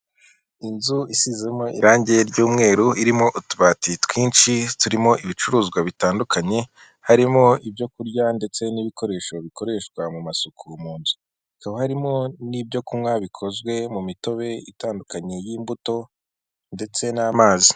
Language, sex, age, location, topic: Kinyarwanda, female, 36-49, Kigali, finance